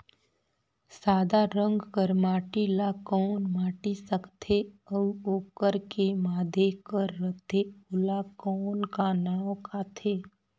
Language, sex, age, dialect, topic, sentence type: Chhattisgarhi, female, 31-35, Northern/Bhandar, agriculture, question